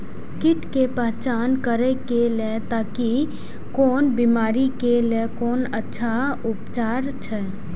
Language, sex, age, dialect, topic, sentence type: Maithili, female, 18-24, Eastern / Thethi, agriculture, question